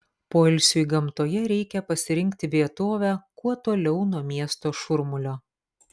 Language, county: Lithuanian, Kaunas